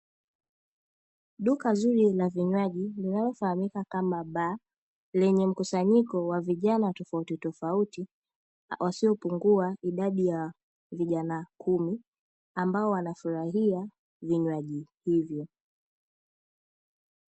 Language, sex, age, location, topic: Swahili, female, 18-24, Dar es Salaam, finance